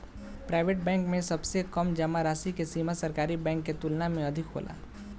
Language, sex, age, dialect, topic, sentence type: Bhojpuri, male, 25-30, Southern / Standard, banking, statement